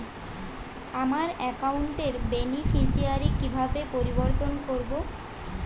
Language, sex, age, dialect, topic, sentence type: Bengali, female, 18-24, Jharkhandi, banking, question